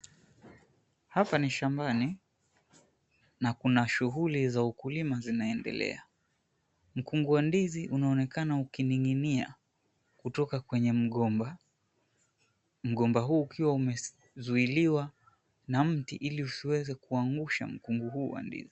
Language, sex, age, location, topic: Swahili, male, 25-35, Mombasa, agriculture